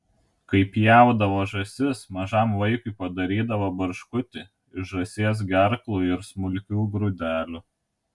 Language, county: Lithuanian, Kaunas